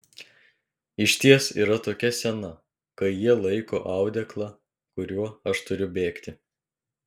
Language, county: Lithuanian, Telšiai